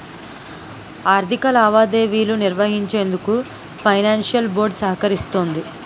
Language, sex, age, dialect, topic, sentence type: Telugu, female, 18-24, Utterandhra, banking, statement